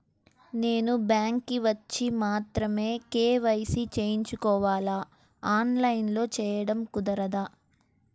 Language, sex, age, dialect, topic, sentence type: Telugu, female, 18-24, Central/Coastal, banking, question